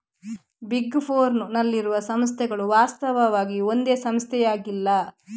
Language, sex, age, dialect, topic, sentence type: Kannada, female, 25-30, Coastal/Dakshin, banking, statement